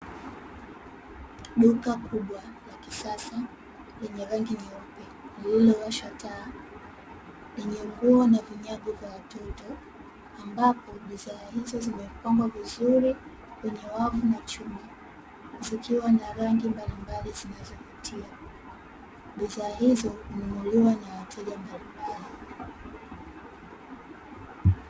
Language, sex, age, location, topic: Swahili, female, 18-24, Dar es Salaam, finance